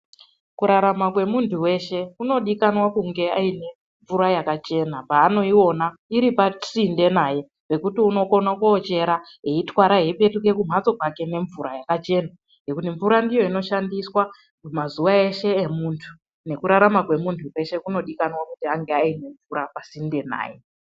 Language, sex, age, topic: Ndau, female, 36-49, health